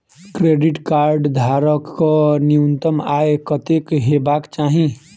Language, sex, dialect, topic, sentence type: Maithili, male, Southern/Standard, banking, question